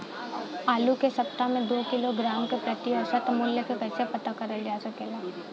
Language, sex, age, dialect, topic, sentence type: Bhojpuri, female, 18-24, Western, agriculture, question